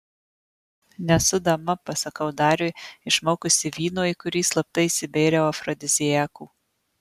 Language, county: Lithuanian, Marijampolė